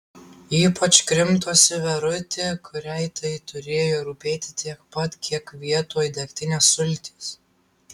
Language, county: Lithuanian, Tauragė